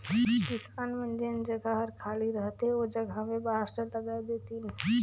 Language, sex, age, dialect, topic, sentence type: Chhattisgarhi, female, 18-24, Northern/Bhandar, agriculture, statement